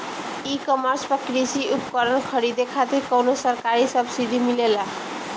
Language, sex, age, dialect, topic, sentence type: Bhojpuri, female, 18-24, Northern, agriculture, question